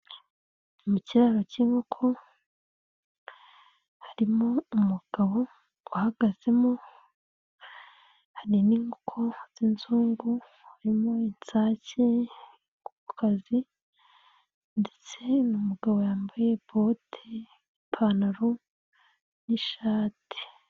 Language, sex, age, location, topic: Kinyarwanda, female, 18-24, Nyagatare, agriculture